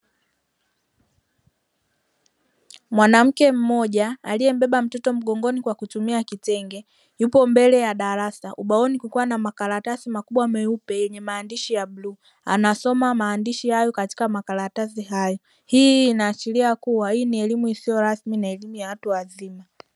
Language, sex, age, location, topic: Swahili, female, 25-35, Dar es Salaam, education